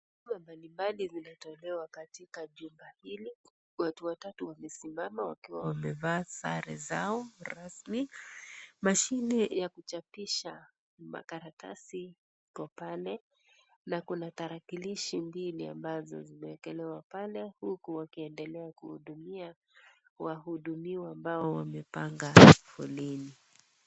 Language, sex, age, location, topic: Swahili, female, 36-49, Kisii, government